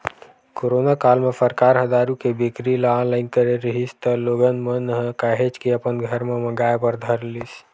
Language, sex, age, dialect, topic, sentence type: Chhattisgarhi, male, 18-24, Western/Budati/Khatahi, banking, statement